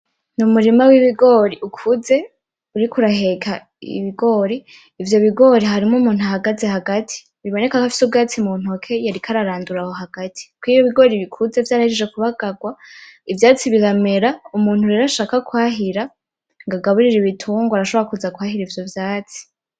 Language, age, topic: Rundi, 18-24, agriculture